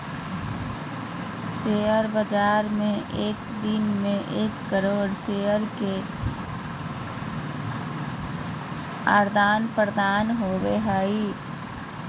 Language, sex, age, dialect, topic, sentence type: Magahi, female, 31-35, Southern, banking, statement